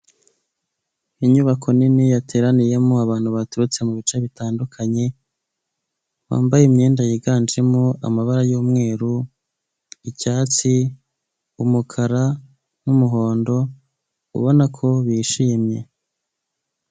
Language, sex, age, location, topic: Kinyarwanda, female, 25-35, Kigali, health